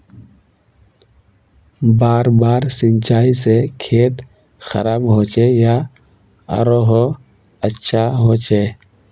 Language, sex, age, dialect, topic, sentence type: Magahi, male, 18-24, Northeastern/Surjapuri, agriculture, question